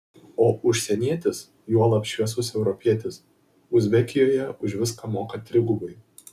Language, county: Lithuanian, Kaunas